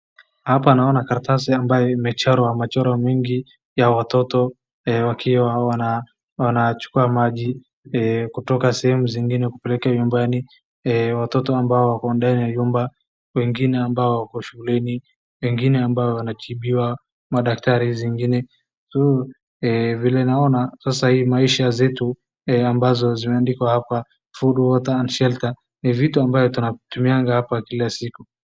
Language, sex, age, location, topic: Swahili, male, 18-24, Wajir, education